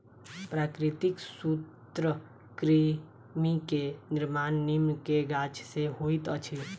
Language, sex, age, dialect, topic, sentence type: Maithili, female, 18-24, Southern/Standard, agriculture, statement